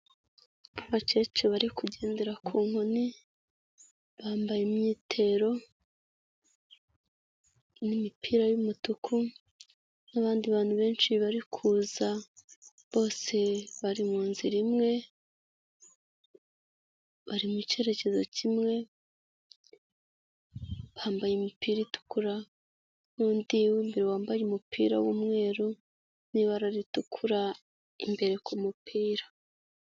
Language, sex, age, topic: Kinyarwanda, female, 25-35, health